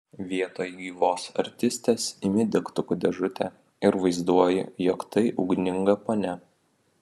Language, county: Lithuanian, Vilnius